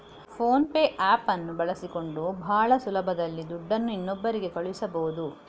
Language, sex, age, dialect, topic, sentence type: Kannada, female, 60-100, Coastal/Dakshin, banking, statement